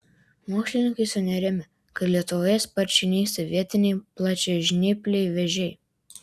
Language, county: Lithuanian, Klaipėda